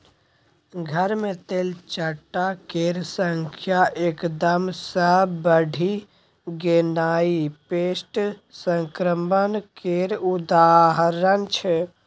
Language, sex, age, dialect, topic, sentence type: Maithili, male, 18-24, Bajjika, agriculture, statement